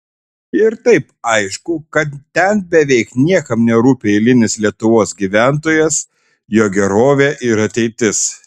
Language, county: Lithuanian, Šiauliai